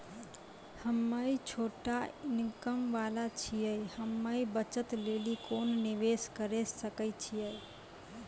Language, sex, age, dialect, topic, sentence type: Maithili, female, 25-30, Angika, banking, question